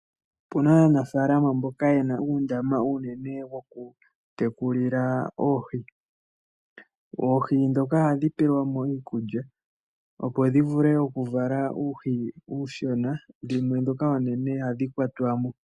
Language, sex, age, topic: Oshiwambo, male, 18-24, agriculture